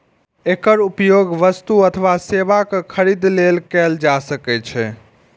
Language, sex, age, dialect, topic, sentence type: Maithili, male, 51-55, Eastern / Thethi, banking, statement